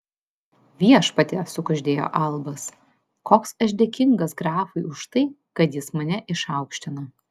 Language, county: Lithuanian, Vilnius